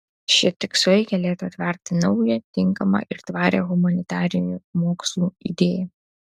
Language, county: Lithuanian, Alytus